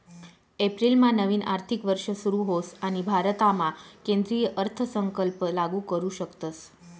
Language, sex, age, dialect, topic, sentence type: Marathi, female, 25-30, Northern Konkan, banking, statement